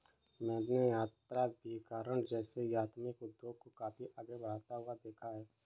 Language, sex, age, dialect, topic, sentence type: Hindi, male, 56-60, Kanauji Braj Bhasha, banking, statement